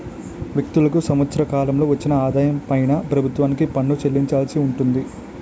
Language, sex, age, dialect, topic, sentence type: Telugu, male, 18-24, Utterandhra, banking, statement